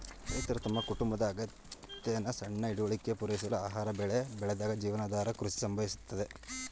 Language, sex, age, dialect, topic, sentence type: Kannada, male, 31-35, Mysore Kannada, agriculture, statement